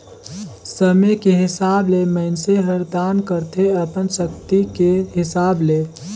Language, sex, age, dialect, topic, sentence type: Chhattisgarhi, male, 18-24, Northern/Bhandar, banking, statement